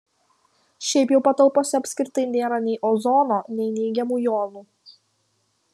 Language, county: Lithuanian, Kaunas